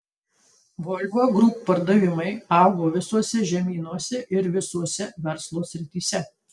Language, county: Lithuanian, Tauragė